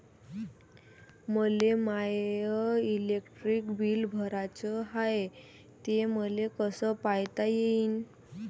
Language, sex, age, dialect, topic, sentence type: Marathi, female, 18-24, Varhadi, banking, question